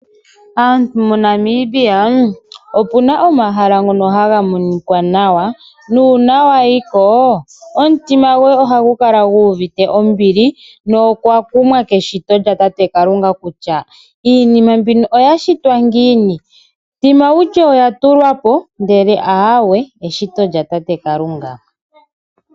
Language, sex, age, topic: Oshiwambo, male, 25-35, agriculture